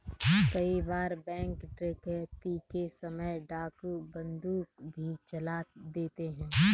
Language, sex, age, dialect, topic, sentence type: Hindi, female, 31-35, Kanauji Braj Bhasha, banking, statement